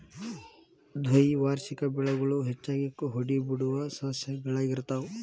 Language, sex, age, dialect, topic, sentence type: Kannada, male, 18-24, Dharwad Kannada, agriculture, statement